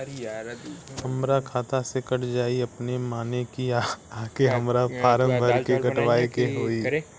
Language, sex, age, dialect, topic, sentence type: Bhojpuri, male, 18-24, Southern / Standard, banking, question